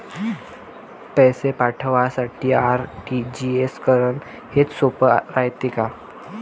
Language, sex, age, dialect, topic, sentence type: Marathi, male, <18, Varhadi, banking, question